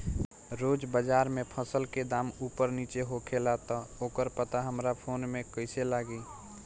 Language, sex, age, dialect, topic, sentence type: Bhojpuri, male, 18-24, Southern / Standard, agriculture, question